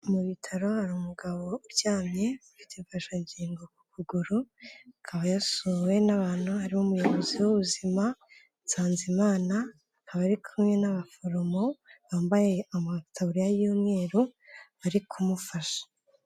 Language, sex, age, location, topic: Kinyarwanda, female, 18-24, Kigali, health